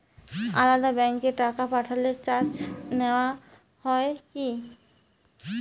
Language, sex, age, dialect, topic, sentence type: Bengali, female, 18-24, Rajbangshi, banking, question